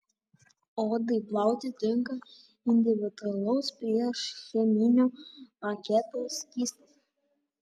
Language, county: Lithuanian, Panevėžys